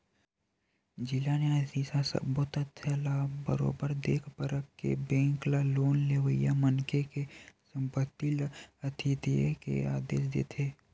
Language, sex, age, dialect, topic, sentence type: Chhattisgarhi, male, 18-24, Western/Budati/Khatahi, banking, statement